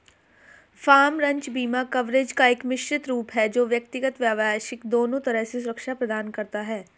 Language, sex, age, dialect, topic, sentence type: Hindi, female, 18-24, Hindustani Malvi Khadi Boli, agriculture, statement